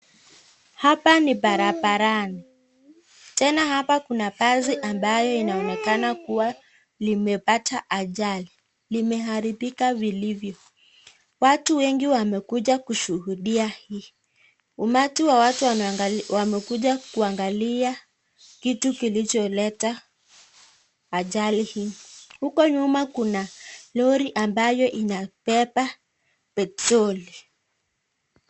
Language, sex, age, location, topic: Swahili, female, 36-49, Nakuru, health